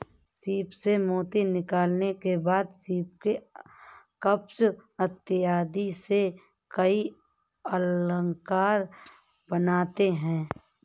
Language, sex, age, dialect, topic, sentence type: Hindi, female, 31-35, Awadhi Bundeli, agriculture, statement